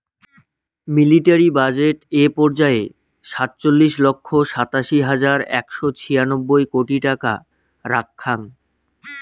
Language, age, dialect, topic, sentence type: Bengali, 25-30, Rajbangshi, banking, statement